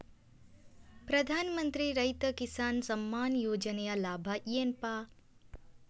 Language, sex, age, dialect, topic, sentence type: Kannada, female, 25-30, Dharwad Kannada, agriculture, question